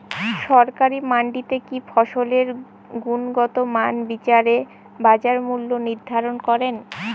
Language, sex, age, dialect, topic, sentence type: Bengali, female, 18-24, Northern/Varendri, agriculture, question